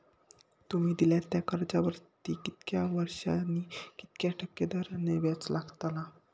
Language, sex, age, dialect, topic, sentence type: Marathi, male, 60-100, Southern Konkan, banking, question